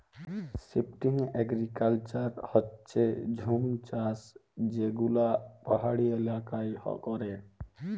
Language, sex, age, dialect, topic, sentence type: Bengali, male, 18-24, Jharkhandi, agriculture, statement